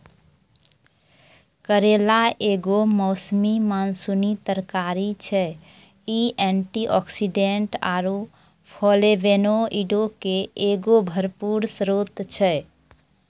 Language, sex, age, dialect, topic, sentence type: Maithili, female, 25-30, Angika, agriculture, statement